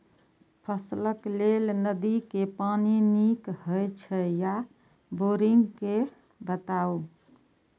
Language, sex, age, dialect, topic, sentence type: Maithili, female, 41-45, Eastern / Thethi, agriculture, question